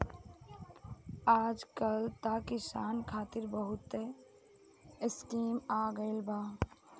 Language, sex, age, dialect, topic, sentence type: Bhojpuri, female, 25-30, Southern / Standard, banking, statement